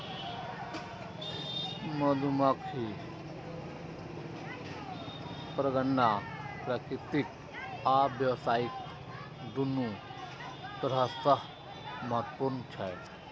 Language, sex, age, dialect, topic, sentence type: Maithili, male, 31-35, Eastern / Thethi, agriculture, statement